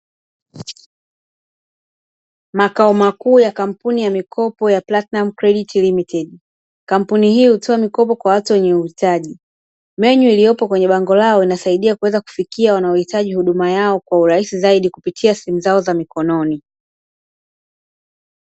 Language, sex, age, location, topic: Swahili, female, 25-35, Dar es Salaam, finance